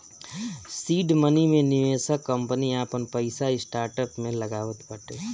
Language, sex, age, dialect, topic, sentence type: Bhojpuri, male, 51-55, Northern, banking, statement